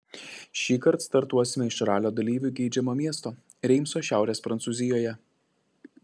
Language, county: Lithuanian, Klaipėda